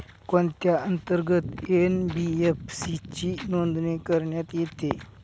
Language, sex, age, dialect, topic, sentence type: Marathi, male, 51-55, Northern Konkan, banking, question